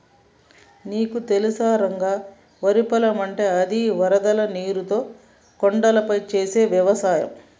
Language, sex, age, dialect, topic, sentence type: Telugu, male, 41-45, Telangana, agriculture, statement